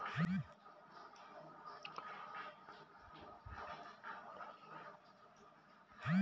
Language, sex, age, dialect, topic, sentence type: Hindi, male, 41-45, Garhwali, banking, question